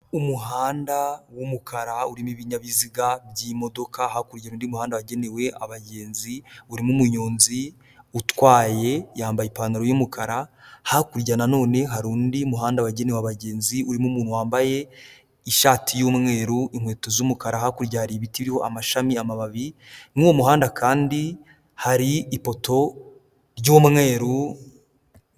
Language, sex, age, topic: Kinyarwanda, male, 18-24, government